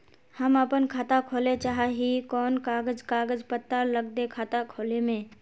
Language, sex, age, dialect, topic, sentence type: Magahi, female, 18-24, Northeastern/Surjapuri, banking, question